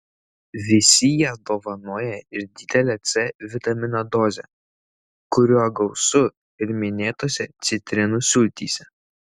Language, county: Lithuanian, Šiauliai